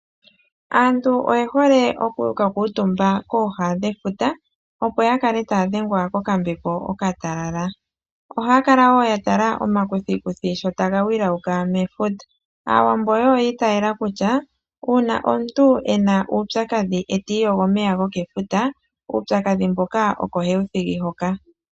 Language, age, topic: Oshiwambo, 36-49, agriculture